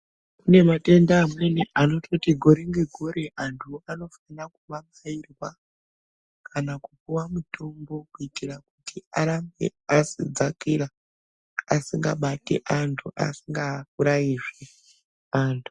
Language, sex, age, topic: Ndau, male, 18-24, health